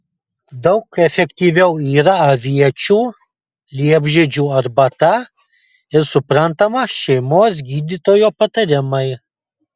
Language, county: Lithuanian, Kaunas